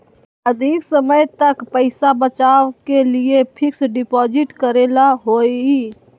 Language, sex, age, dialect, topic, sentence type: Magahi, male, 18-24, Western, banking, question